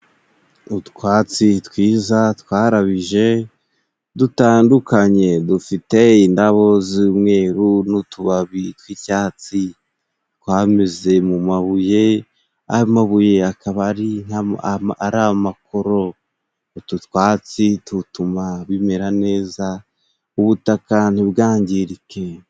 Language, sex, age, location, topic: Kinyarwanda, male, 18-24, Musanze, health